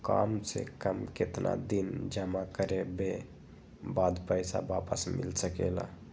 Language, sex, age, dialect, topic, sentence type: Magahi, male, 18-24, Western, banking, question